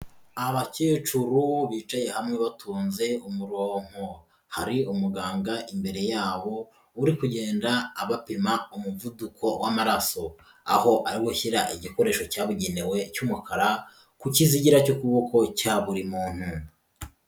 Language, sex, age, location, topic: Kinyarwanda, female, 25-35, Huye, health